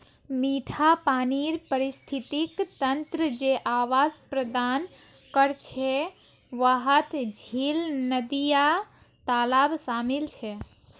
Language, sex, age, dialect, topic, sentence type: Magahi, female, 18-24, Northeastern/Surjapuri, agriculture, statement